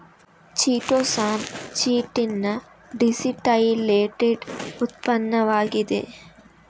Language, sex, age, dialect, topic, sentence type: Kannada, female, 18-24, Coastal/Dakshin, agriculture, statement